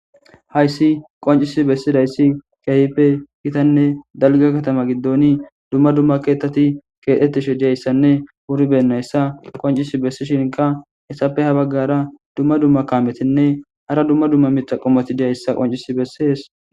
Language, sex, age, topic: Gamo, male, 18-24, government